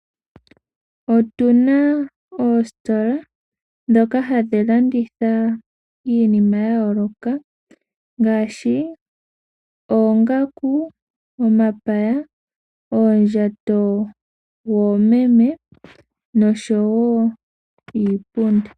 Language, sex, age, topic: Oshiwambo, female, 18-24, finance